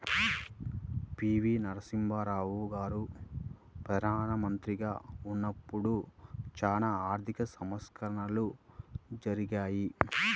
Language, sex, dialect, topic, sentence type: Telugu, male, Central/Coastal, banking, statement